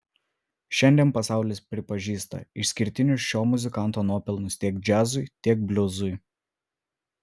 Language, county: Lithuanian, Vilnius